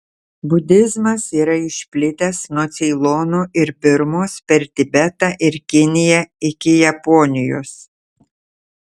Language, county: Lithuanian, Tauragė